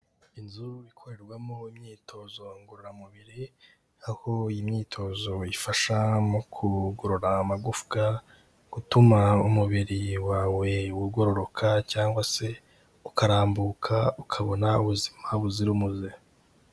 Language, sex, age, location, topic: Kinyarwanda, male, 18-24, Kigali, health